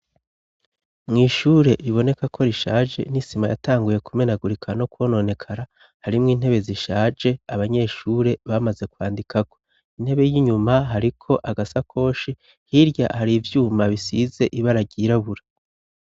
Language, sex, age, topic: Rundi, male, 36-49, education